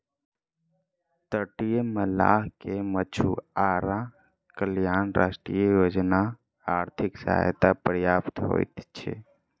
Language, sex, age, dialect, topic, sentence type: Maithili, female, 25-30, Southern/Standard, agriculture, statement